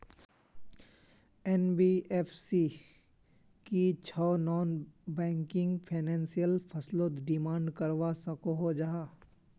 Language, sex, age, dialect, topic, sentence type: Magahi, male, 25-30, Northeastern/Surjapuri, banking, question